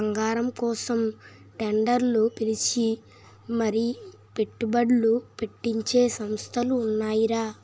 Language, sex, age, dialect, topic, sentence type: Telugu, male, 25-30, Utterandhra, banking, statement